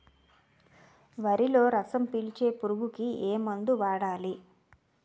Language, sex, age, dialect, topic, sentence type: Telugu, female, 36-40, Utterandhra, agriculture, question